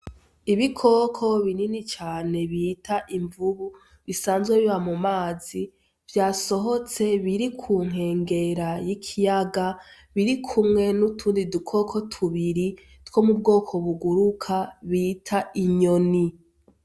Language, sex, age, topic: Rundi, female, 18-24, agriculture